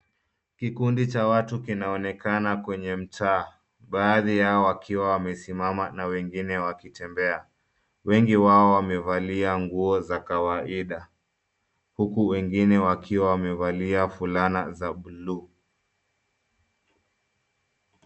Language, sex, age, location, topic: Swahili, male, 25-35, Nairobi, government